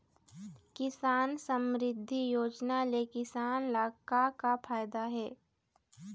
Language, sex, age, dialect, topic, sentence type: Chhattisgarhi, female, 18-24, Eastern, agriculture, statement